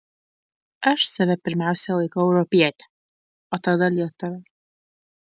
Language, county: Lithuanian, Tauragė